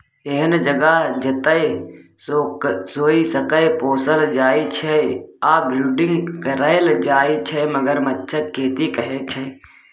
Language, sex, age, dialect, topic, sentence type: Maithili, male, 31-35, Bajjika, agriculture, statement